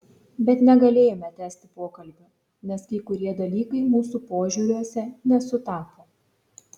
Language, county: Lithuanian, Šiauliai